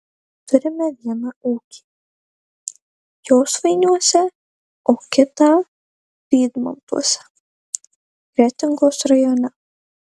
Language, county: Lithuanian, Marijampolė